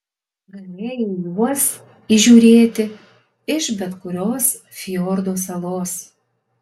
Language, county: Lithuanian, Alytus